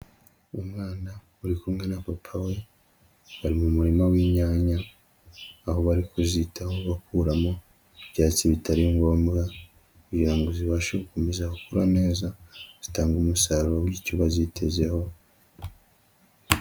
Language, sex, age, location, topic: Kinyarwanda, male, 25-35, Huye, agriculture